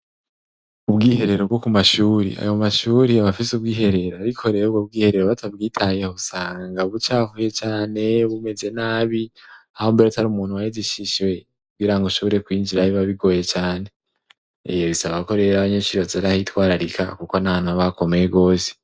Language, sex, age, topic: Rundi, male, 18-24, education